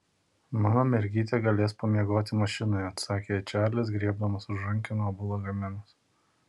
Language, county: Lithuanian, Alytus